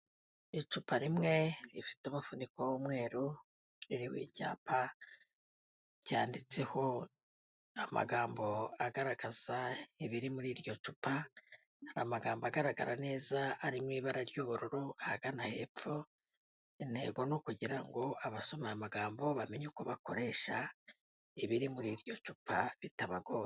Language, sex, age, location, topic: Kinyarwanda, female, 18-24, Kigali, health